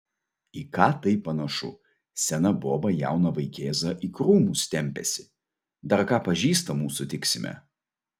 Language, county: Lithuanian, Vilnius